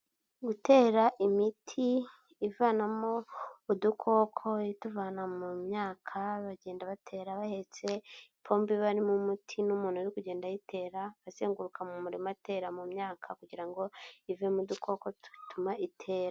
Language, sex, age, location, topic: Kinyarwanda, male, 25-35, Nyagatare, agriculture